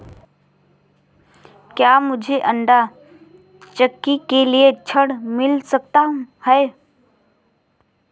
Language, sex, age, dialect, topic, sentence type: Hindi, female, 25-30, Awadhi Bundeli, banking, question